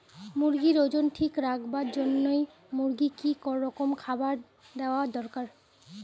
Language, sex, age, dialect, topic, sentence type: Bengali, female, 25-30, Rajbangshi, agriculture, question